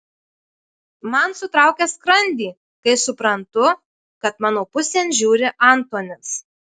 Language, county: Lithuanian, Marijampolė